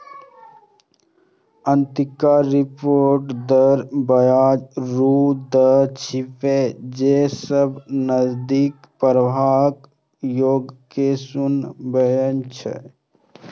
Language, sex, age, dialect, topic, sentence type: Maithili, male, 25-30, Eastern / Thethi, banking, statement